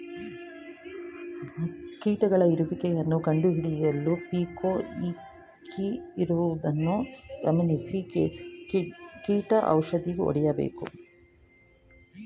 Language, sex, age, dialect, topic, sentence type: Kannada, female, 36-40, Mysore Kannada, agriculture, statement